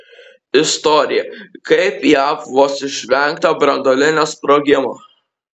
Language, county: Lithuanian, Kaunas